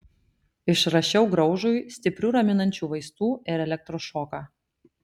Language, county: Lithuanian, Vilnius